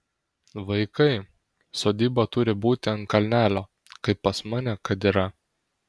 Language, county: Lithuanian, Kaunas